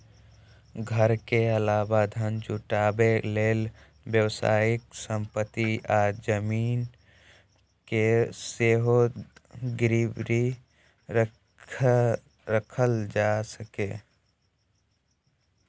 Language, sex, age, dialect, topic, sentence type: Maithili, male, 18-24, Eastern / Thethi, banking, statement